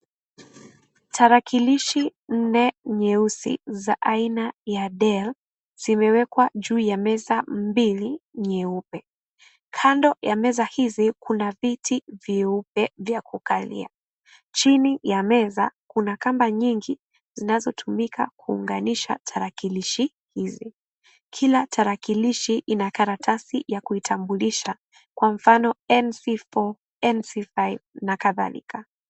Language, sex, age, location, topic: Swahili, female, 18-24, Kisii, education